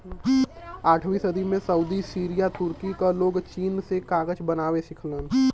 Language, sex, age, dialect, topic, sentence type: Bhojpuri, male, 18-24, Western, agriculture, statement